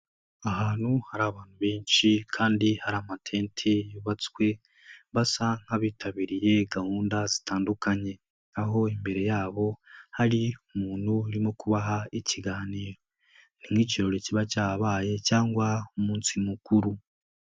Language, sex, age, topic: Kinyarwanda, male, 18-24, government